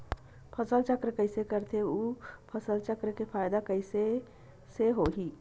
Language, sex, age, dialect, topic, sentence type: Chhattisgarhi, female, 41-45, Western/Budati/Khatahi, agriculture, question